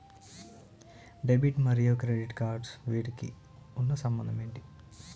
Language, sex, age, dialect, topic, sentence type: Telugu, male, 25-30, Telangana, banking, question